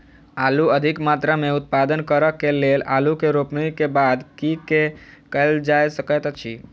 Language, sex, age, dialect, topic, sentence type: Maithili, male, 18-24, Southern/Standard, agriculture, question